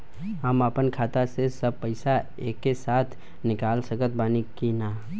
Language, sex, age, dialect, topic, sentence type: Bhojpuri, male, 18-24, Southern / Standard, banking, question